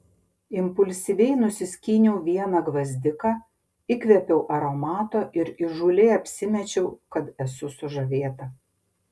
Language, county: Lithuanian, Panevėžys